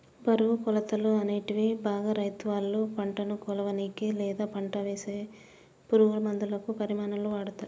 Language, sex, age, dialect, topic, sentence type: Telugu, male, 25-30, Telangana, agriculture, statement